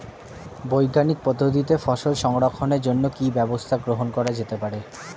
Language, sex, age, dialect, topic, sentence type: Bengali, male, 18-24, Standard Colloquial, agriculture, question